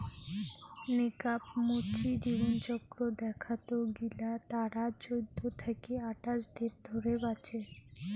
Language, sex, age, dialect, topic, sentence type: Bengali, female, 18-24, Rajbangshi, agriculture, statement